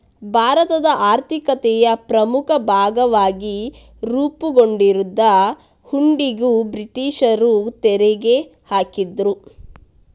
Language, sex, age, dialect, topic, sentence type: Kannada, female, 60-100, Coastal/Dakshin, banking, statement